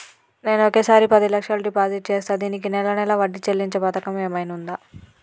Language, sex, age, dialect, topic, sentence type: Telugu, female, 31-35, Telangana, banking, question